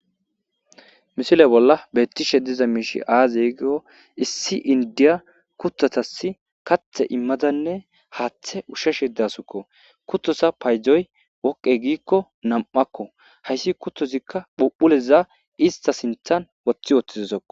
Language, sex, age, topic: Gamo, male, 25-35, agriculture